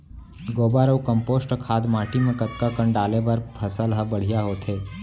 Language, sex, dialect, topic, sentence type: Chhattisgarhi, male, Central, agriculture, question